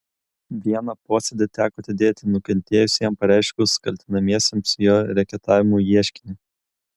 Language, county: Lithuanian, Kaunas